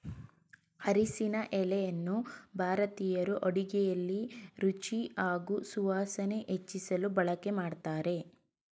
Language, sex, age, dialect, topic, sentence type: Kannada, female, 18-24, Mysore Kannada, agriculture, statement